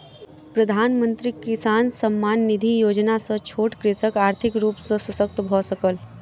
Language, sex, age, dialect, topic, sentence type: Maithili, female, 41-45, Southern/Standard, agriculture, statement